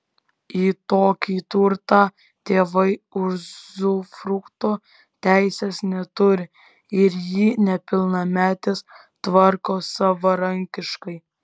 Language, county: Lithuanian, Vilnius